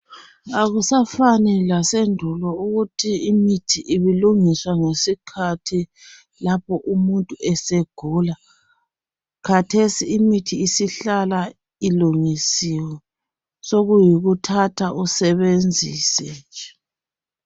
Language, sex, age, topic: North Ndebele, female, 36-49, health